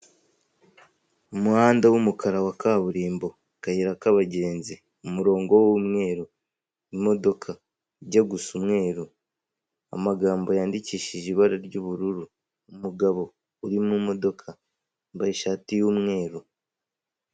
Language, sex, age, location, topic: Kinyarwanda, male, 18-24, Kigali, government